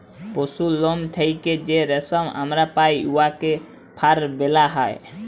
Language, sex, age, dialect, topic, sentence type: Bengali, male, 18-24, Jharkhandi, agriculture, statement